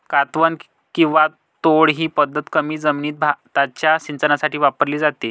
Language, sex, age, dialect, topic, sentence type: Marathi, male, 51-55, Northern Konkan, agriculture, statement